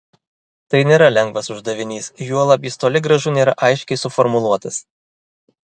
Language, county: Lithuanian, Vilnius